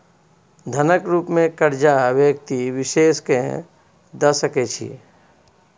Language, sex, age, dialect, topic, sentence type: Maithili, male, 46-50, Bajjika, banking, statement